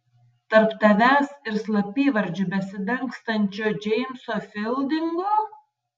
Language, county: Lithuanian, Tauragė